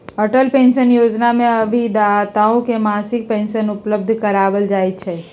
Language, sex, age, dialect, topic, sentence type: Magahi, female, 51-55, Western, banking, statement